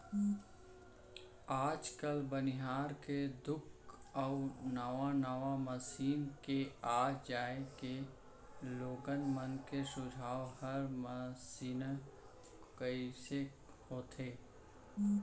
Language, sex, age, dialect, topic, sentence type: Chhattisgarhi, male, 41-45, Central, agriculture, statement